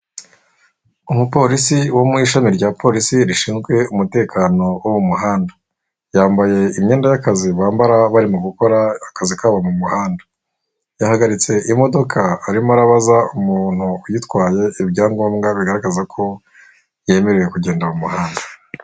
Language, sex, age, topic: Kinyarwanda, male, 25-35, government